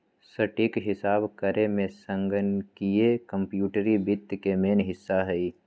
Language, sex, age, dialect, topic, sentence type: Magahi, male, 41-45, Western, banking, statement